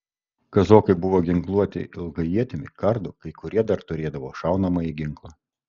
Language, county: Lithuanian, Kaunas